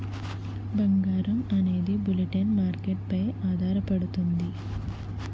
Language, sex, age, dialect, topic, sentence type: Telugu, female, 18-24, Utterandhra, banking, statement